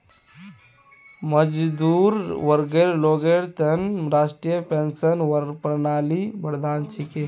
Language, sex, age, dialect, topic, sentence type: Magahi, male, 18-24, Northeastern/Surjapuri, banking, statement